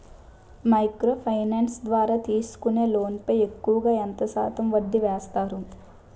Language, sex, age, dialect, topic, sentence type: Telugu, female, 18-24, Utterandhra, banking, question